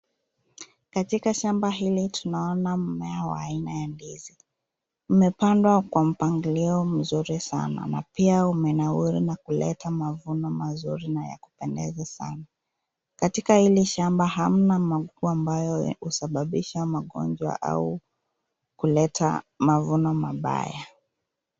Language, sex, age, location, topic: Swahili, female, 25-35, Nairobi, agriculture